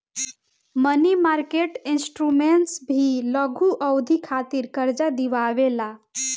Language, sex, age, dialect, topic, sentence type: Bhojpuri, female, 18-24, Southern / Standard, banking, statement